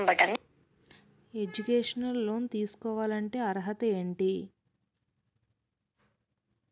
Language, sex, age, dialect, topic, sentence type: Telugu, female, 18-24, Utterandhra, banking, question